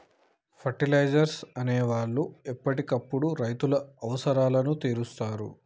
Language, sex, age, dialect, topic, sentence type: Telugu, male, 25-30, Telangana, agriculture, statement